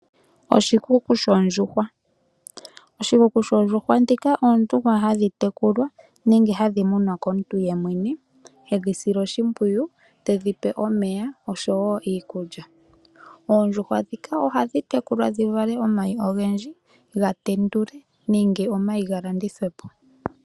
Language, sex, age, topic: Oshiwambo, female, 18-24, agriculture